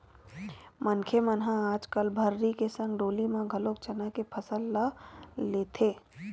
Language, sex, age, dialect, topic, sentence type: Chhattisgarhi, female, 18-24, Western/Budati/Khatahi, agriculture, statement